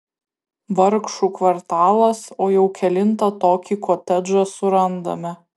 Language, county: Lithuanian, Kaunas